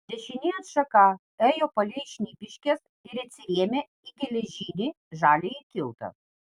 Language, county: Lithuanian, Vilnius